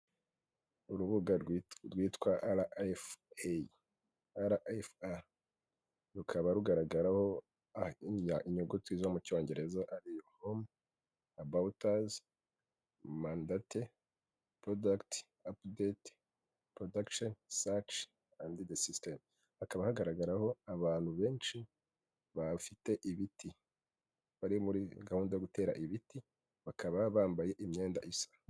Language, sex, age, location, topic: Kinyarwanda, male, 25-35, Kigali, government